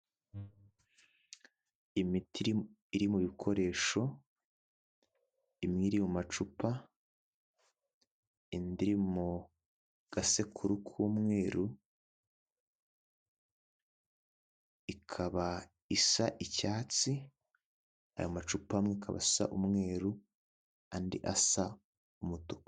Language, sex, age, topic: Kinyarwanda, male, 18-24, health